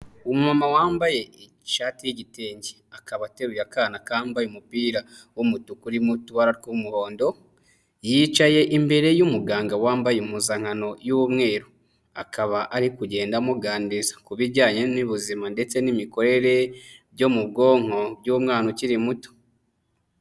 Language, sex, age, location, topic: Kinyarwanda, male, 25-35, Nyagatare, health